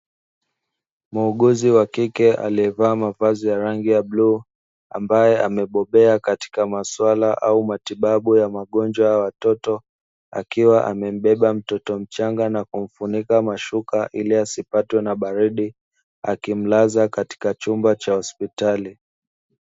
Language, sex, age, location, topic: Swahili, male, 25-35, Dar es Salaam, health